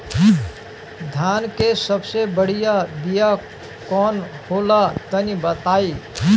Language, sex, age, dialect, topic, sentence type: Bhojpuri, male, 18-24, Northern, agriculture, question